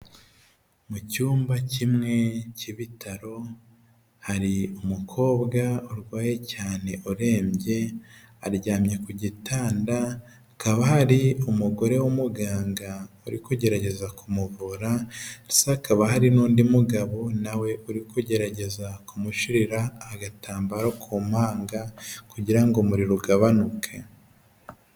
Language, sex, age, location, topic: Kinyarwanda, male, 25-35, Huye, health